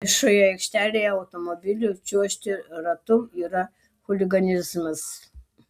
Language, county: Lithuanian, Vilnius